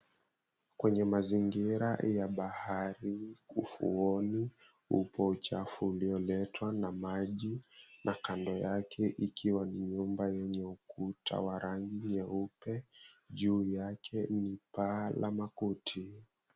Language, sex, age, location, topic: Swahili, male, 18-24, Mombasa, government